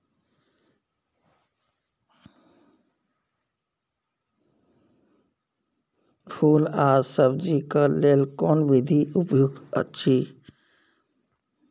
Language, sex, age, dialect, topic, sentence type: Maithili, male, 41-45, Bajjika, agriculture, question